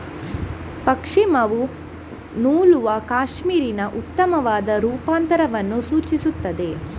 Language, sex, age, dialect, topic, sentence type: Kannada, female, 18-24, Coastal/Dakshin, agriculture, statement